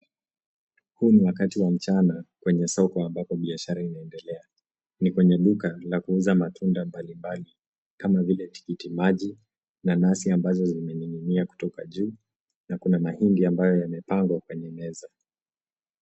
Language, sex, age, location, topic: Swahili, male, 18-24, Nairobi, finance